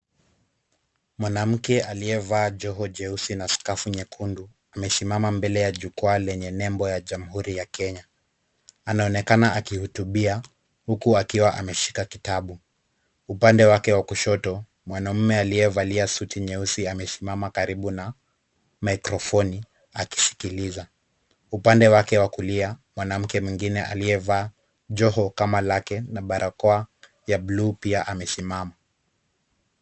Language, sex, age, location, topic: Swahili, male, 25-35, Kisumu, government